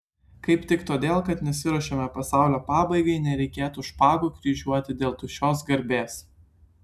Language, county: Lithuanian, Klaipėda